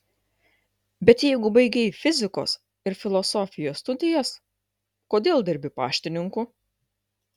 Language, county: Lithuanian, Klaipėda